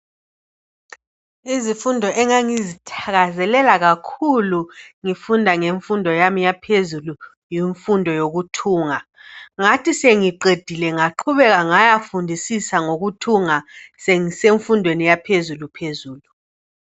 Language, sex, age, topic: North Ndebele, female, 36-49, education